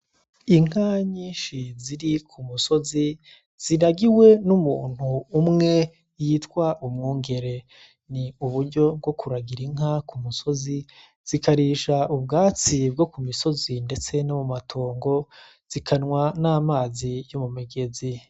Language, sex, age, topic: Rundi, male, 25-35, agriculture